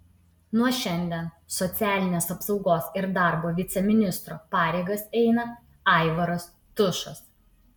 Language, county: Lithuanian, Utena